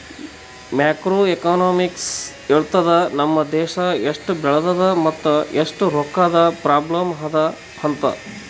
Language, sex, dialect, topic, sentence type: Kannada, male, Northeastern, banking, statement